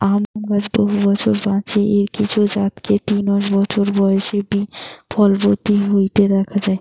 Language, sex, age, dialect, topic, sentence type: Bengali, female, 18-24, Western, agriculture, statement